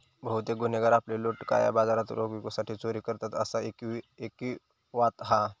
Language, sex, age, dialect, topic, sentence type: Marathi, male, 18-24, Southern Konkan, banking, statement